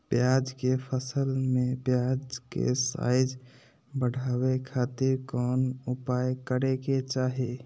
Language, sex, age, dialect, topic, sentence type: Magahi, male, 18-24, Southern, agriculture, question